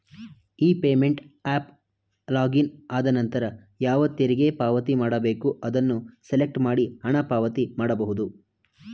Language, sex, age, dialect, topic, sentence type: Kannada, male, 25-30, Mysore Kannada, banking, statement